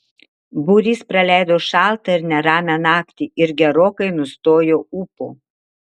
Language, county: Lithuanian, Marijampolė